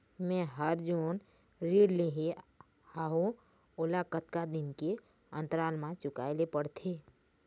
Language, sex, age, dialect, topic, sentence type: Chhattisgarhi, female, 46-50, Eastern, banking, question